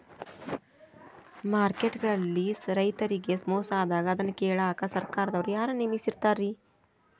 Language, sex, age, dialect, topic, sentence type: Kannada, female, 25-30, Dharwad Kannada, agriculture, question